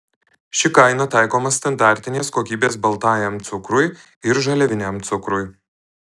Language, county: Lithuanian, Alytus